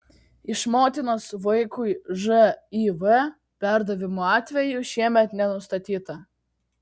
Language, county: Lithuanian, Kaunas